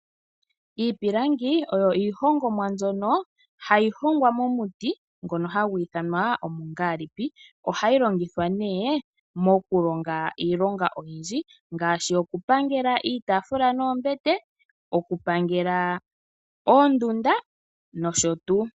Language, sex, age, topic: Oshiwambo, female, 25-35, finance